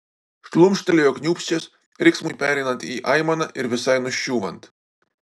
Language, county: Lithuanian, Vilnius